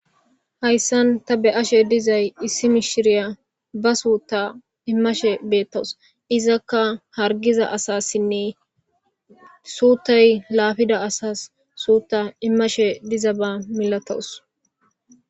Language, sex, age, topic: Gamo, male, 18-24, government